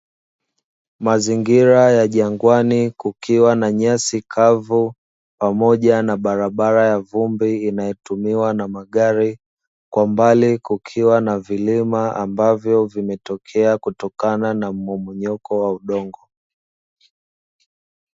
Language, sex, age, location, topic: Swahili, male, 25-35, Dar es Salaam, agriculture